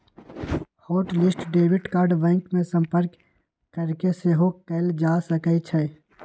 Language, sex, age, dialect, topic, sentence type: Magahi, male, 18-24, Western, banking, statement